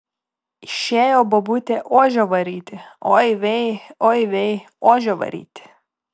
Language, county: Lithuanian, Klaipėda